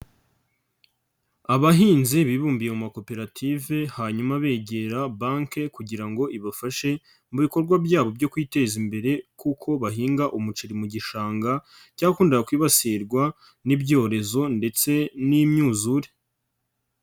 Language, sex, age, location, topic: Kinyarwanda, male, 25-35, Nyagatare, agriculture